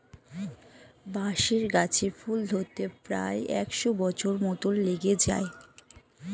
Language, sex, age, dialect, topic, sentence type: Bengali, female, 25-30, Standard Colloquial, agriculture, statement